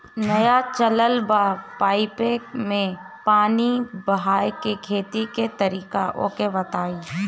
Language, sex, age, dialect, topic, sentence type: Bhojpuri, female, 25-30, Northern, agriculture, question